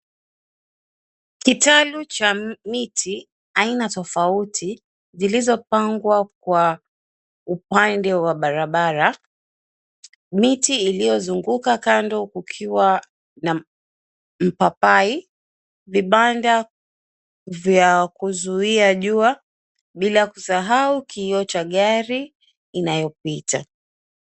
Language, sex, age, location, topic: Swahili, female, 25-35, Mombasa, government